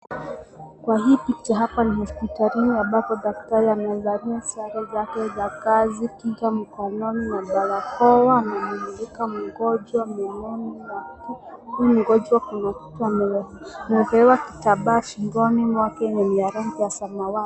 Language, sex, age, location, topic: Swahili, female, 25-35, Nakuru, health